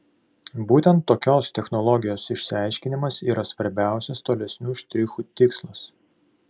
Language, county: Lithuanian, Vilnius